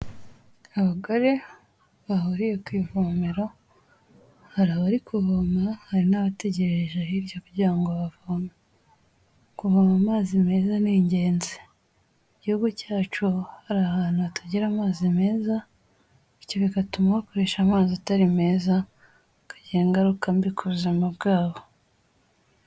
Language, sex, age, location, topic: Kinyarwanda, female, 18-24, Kigali, health